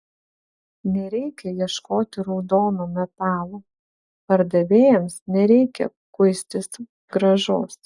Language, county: Lithuanian, Vilnius